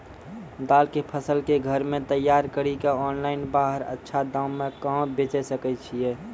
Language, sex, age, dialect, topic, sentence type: Maithili, male, 18-24, Angika, agriculture, question